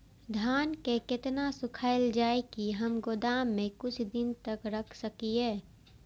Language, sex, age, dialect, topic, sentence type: Maithili, female, 56-60, Eastern / Thethi, agriculture, question